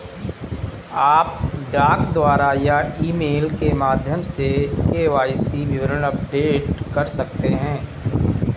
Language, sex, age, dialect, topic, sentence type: Hindi, male, 36-40, Kanauji Braj Bhasha, banking, statement